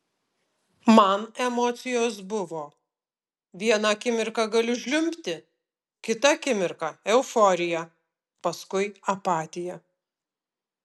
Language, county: Lithuanian, Utena